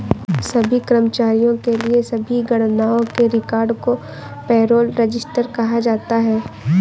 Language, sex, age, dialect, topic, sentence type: Hindi, female, 18-24, Awadhi Bundeli, banking, statement